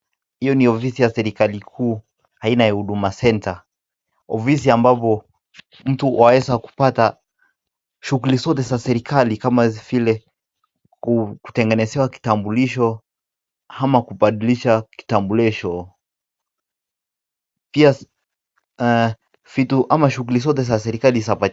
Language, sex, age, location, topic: Swahili, male, 18-24, Nakuru, government